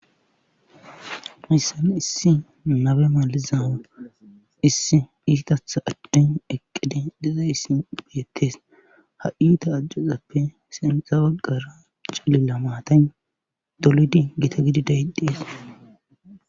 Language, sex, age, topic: Gamo, male, 25-35, government